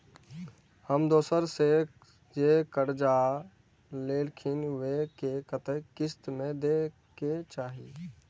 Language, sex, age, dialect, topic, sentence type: Maithili, male, 18-24, Eastern / Thethi, banking, question